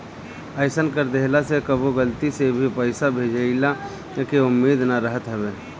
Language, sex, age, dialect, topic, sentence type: Bhojpuri, male, 36-40, Northern, banking, statement